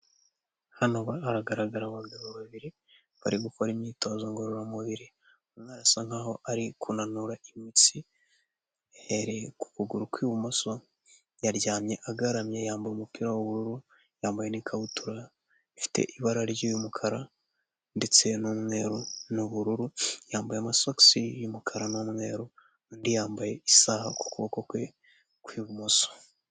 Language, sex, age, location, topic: Kinyarwanda, male, 18-24, Huye, health